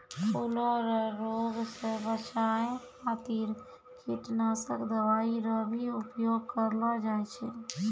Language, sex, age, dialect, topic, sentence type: Maithili, female, 25-30, Angika, agriculture, statement